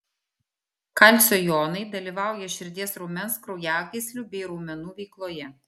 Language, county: Lithuanian, Vilnius